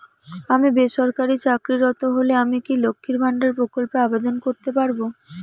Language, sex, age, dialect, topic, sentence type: Bengali, female, 18-24, Rajbangshi, banking, question